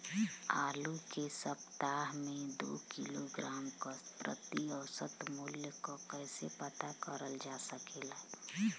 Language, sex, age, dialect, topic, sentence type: Bhojpuri, female, 31-35, Western, agriculture, question